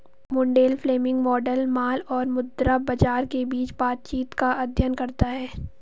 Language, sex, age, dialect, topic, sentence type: Hindi, female, 18-24, Marwari Dhudhari, banking, statement